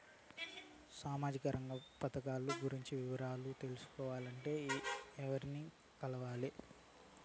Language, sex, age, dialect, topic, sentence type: Telugu, male, 31-35, Southern, banking, question